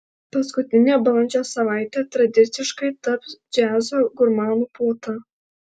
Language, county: Lithuanian, Alytus